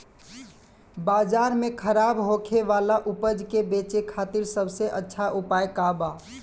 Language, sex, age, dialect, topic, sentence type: Bhojpuri, male, 18-24, Southern / Standard, agriculture, statement